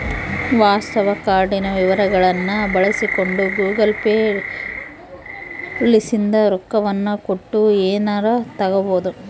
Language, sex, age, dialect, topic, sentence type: Kannada, female, 41-45, Central, banking, statement